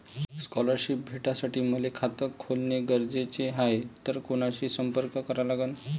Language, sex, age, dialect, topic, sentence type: Marathi, male, 25-30, Varhadi, banking, question